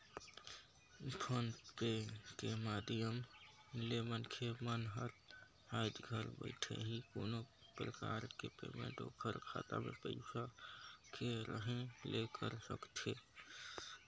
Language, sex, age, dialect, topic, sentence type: Chhattisgarhi, male, 60-100, Northern/Bhandar, banking, statement